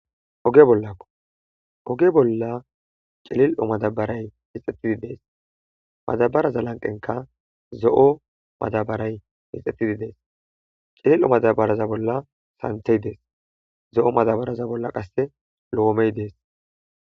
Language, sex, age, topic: Gamo, male, 18-24, agriculture